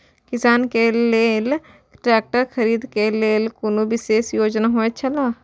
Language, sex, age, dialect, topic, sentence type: Maithili, female, 41-45, Eastern / Thethi, agriculture, statement